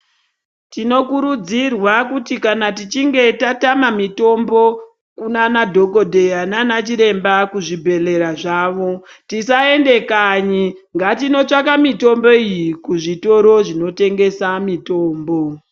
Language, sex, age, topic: Ndau, male, 18-24, health